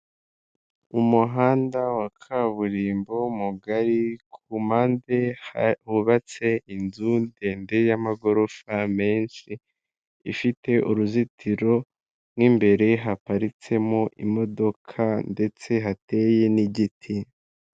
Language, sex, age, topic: Kinyarwanda, male, 18-24, government